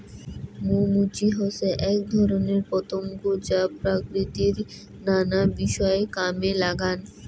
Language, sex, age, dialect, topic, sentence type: Bengali, female, 18-24, Rajbangshi, agriculture, statement